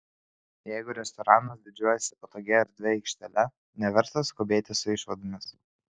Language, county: Lithuanian, Kaunas